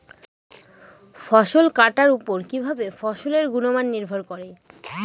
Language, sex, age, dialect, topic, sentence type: Bengali, female, 18-24, Northern/Varendri, agriculture, question